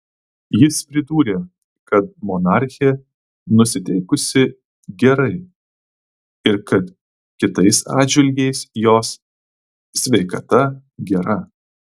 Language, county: Lithuanian, Vilnius